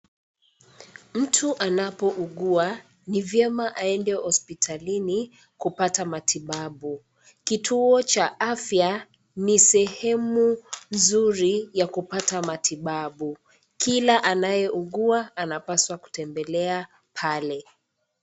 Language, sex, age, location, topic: Swahili, female, 25-35, Wajir, health